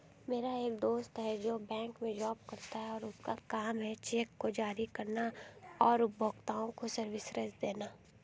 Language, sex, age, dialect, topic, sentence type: Hindi, female, 18-24, Hindustani Malvi Khadi Boli, banking, statement